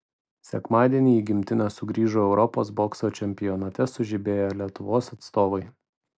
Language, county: Lithuanian, Vilnius